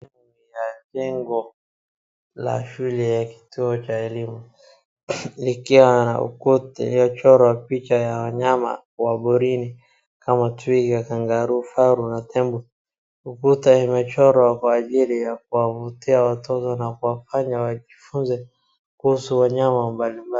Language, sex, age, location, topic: Swahili, male, 36-49, Wajir, education